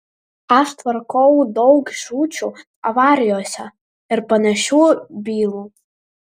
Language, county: Lithuanian, Vilnius